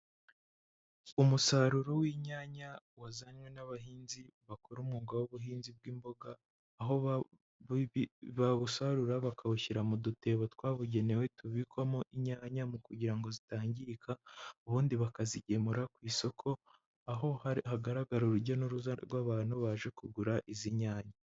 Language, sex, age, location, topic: Kinyarwanda, male, 18-24, Huye, agriculture